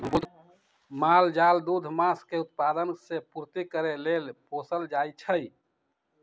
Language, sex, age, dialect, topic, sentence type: Magahi, male, 56-60, Western, agriculture, statement